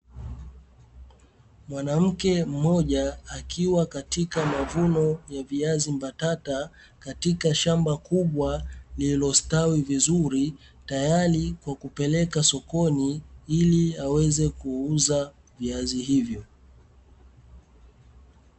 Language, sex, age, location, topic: Swahili, male, 18-24, Dar es Salaam, agriculture